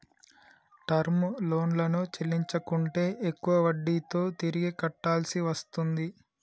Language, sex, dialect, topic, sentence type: Telugu, male, Telangana, banking, statement